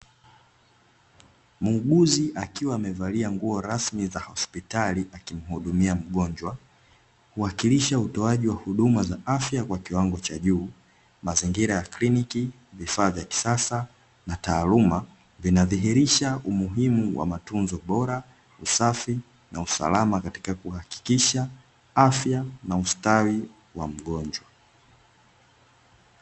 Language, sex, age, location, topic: Swahili, male, 18-24, Dar es Salaam, health